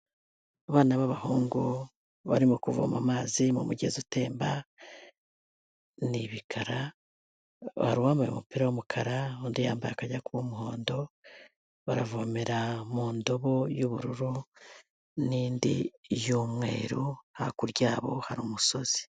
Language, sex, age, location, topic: Kinyarwanda, female, 18-24, Kigali, health